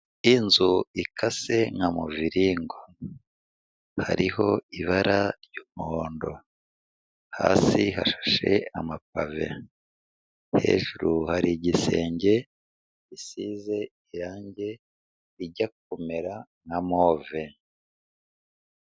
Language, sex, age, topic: Kinyarwanda, male, 36-49, finance